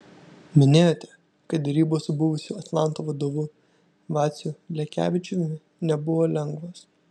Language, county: Lithuanian, Vilnius